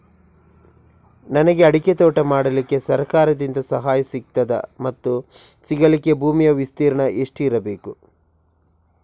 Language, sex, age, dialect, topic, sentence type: Kannada, male, 56-60, Coastal/Dakshin, agriculture, question